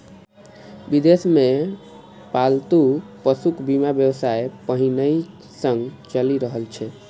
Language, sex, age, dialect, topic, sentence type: Maithili, male, 25-30, Eastern / Thethi, banking, statement